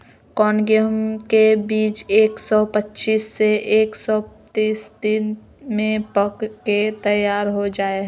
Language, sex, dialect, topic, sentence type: Magahi, female, Southern, agriculture, question